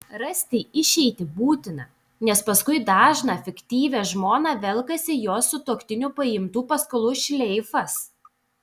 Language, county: Lithuanian, Telšiai